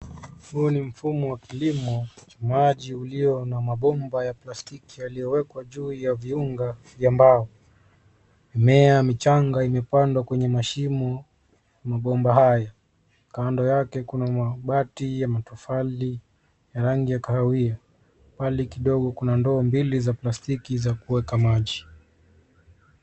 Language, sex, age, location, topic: Swahili, male, 25-35, Nairobi, agriculture